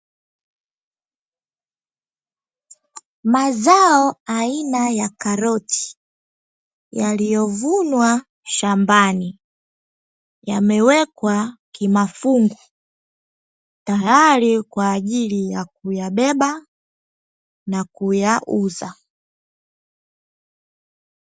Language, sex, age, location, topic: Swahili, female, 18-24, Dar es Salaam, agriculture